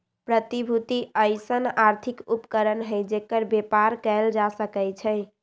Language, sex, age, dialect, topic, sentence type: Magahi, female, 18-24, Western, banking, statement